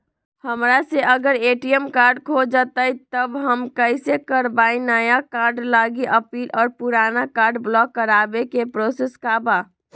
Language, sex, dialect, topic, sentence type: Magahi, female, Western, banking, question